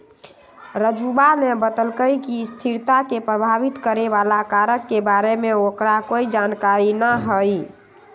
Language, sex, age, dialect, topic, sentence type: Magahi, female, 18-24, Western, agriculture, statement